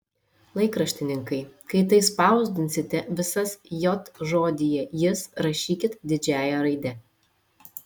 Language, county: Lithuanian, Šiauliai